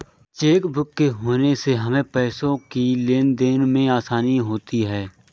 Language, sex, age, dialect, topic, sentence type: Hindi, male, 25-30, Awadhi Bundeli, banking, statement